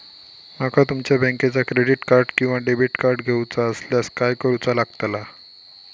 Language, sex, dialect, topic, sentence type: Marathi, male, Southern Konkan, banking, question